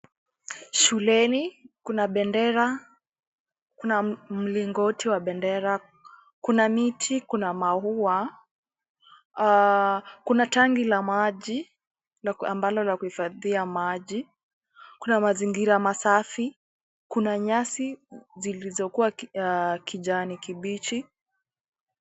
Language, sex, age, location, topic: Swahili, female, 18-24, Kisii, education